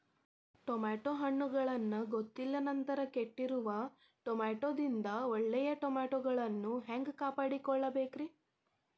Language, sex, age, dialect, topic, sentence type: Kannada, female, 18-24, Dharwad Kannada, agriculture, question